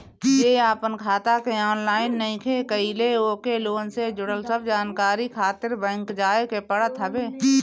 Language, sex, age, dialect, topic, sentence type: Bhojpuri, female, 25-30, Northern, banking, statement